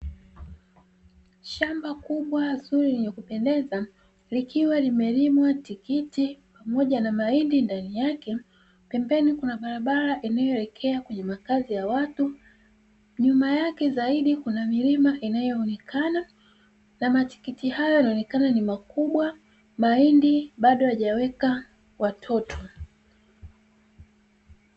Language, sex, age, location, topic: Swahili, female, 36-49, Dar es Salaam, agriculture